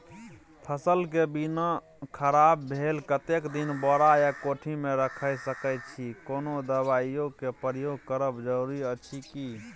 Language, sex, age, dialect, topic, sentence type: Maithili, male, 18-24, Bajjika, agriculture, question